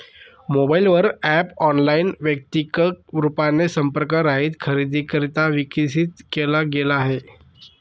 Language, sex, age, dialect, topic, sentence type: Marathi, male, 31-35, Northern Konkan, banking, statement